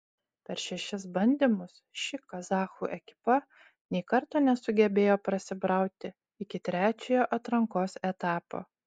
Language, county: Lithuanian, Utena